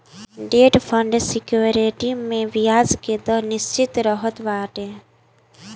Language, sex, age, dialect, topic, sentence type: Bhojpuri, female, 18-24, Northern, banking, statement